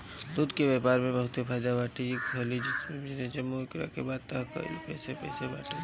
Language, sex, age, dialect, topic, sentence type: Bhojpuri, female, 25-30, Northern, agriculture, statement